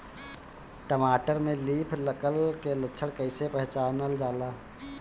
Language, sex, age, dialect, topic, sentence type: Bhojpuri, male, 18-24, Northern, agriculture, question